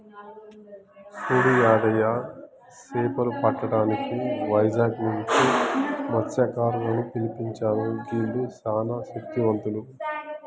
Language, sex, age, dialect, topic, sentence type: Telugu, male, 31-35, Telangana, agriculture, statement